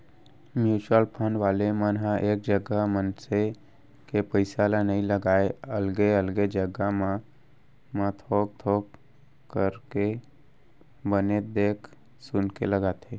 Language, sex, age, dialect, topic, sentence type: Chhattisgarhi, male, 25-30, Central, banking, statement